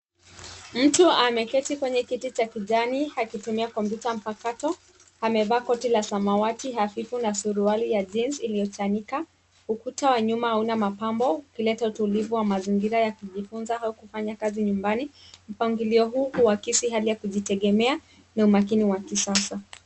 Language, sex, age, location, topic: Swahili, female, 25-35, Nairobi, education